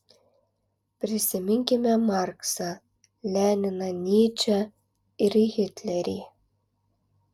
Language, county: Lithuanian, Alytus